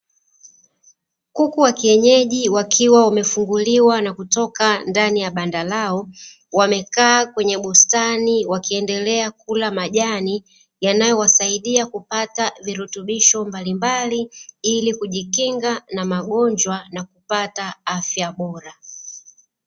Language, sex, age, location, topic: Swahili, female, 36-49, Dar es Salaam, agriculture